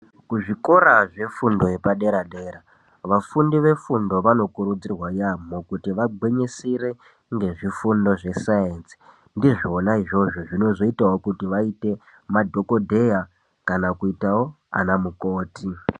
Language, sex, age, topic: Ndau, female, 18-24, education